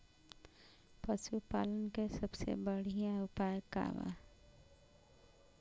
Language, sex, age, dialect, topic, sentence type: Bhojpuri, female, 25-30, Western, agriculture, question